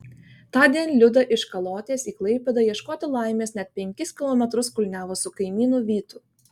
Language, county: Lithuanian, Kaunas